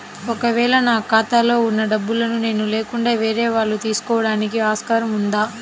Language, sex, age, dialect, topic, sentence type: Telugu, female, 25-30, Central/Coastal, banking, question